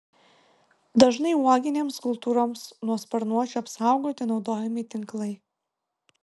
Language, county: Lithuanian, Vilnius